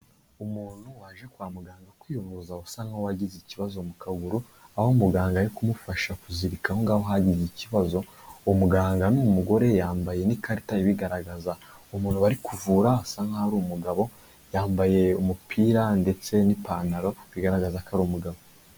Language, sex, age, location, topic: Kinyarwanda, male, 25-35, Kigali, health